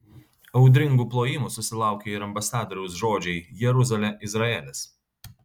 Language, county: Lithuanian, Kaunas